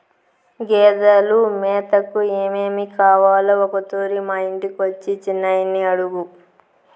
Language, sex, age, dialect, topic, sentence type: Telugu, female, 25-30, Southern, agriculture, statement